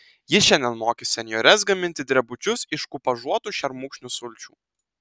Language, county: Lithuanian, Telšiai